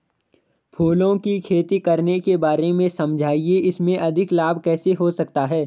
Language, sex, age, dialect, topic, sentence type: Hindi, male, 18-24, Garhwali, agriculture, question